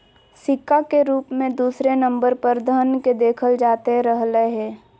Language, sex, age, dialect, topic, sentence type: Magahi, female, 25-30, Southern, banking, statement